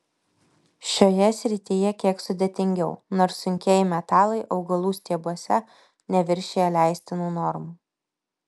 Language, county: Lithuanian, Vilnius